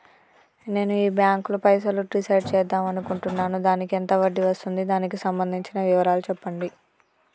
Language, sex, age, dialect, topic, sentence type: Telugu, female, 31-35, Telangana, banking, question